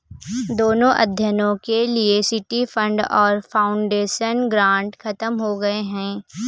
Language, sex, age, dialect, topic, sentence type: Hindi, female, 18-24, Kanauji Braj Bhasha, banking, statement